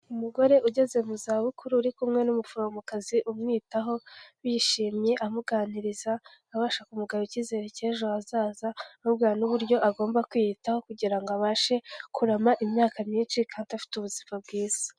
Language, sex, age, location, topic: Kinyarwanda, female, 18-24, Kigali, health